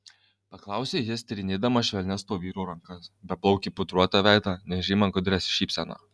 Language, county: Lithuanian, Kaunas